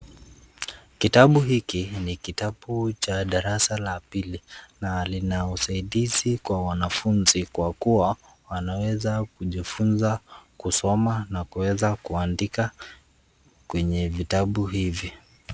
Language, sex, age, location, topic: Swahili, male, 36-49, Nakuru, education